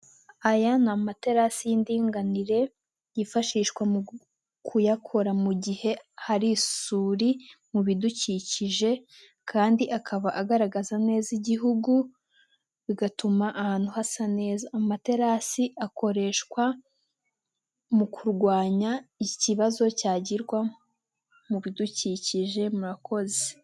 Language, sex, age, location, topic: Kinyarwanda, female, 18-24, Nyagatare, agriculture